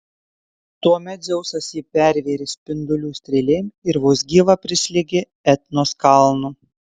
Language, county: Lithuanian, Kaunas